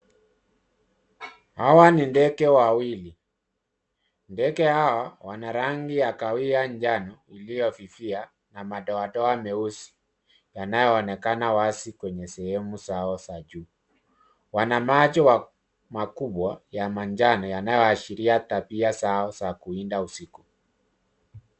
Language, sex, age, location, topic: Swahili, male, 36-49, Nairobi, government